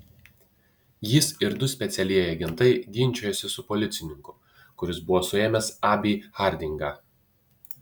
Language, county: Lithuanian, Utena